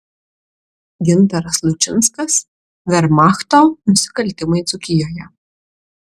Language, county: Lithuanian, Kaunas